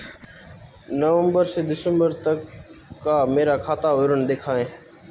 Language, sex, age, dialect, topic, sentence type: Hindi, male, 18-24, Marwari Dhudhari, banking, question